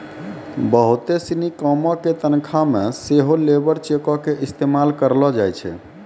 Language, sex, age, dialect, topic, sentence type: Maithili, male, 31-35, Angika, banking, statement